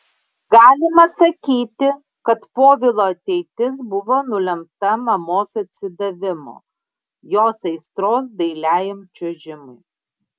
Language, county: Lithuanian, Klaipėda